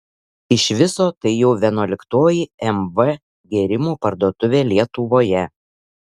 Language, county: Lithuanian, Šiauliai